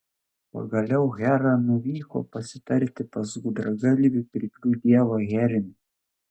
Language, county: Lithuanian, Klaipėda